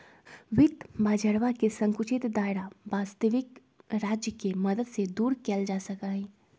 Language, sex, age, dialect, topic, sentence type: Magahi, female, 25-30, Western, banking, statement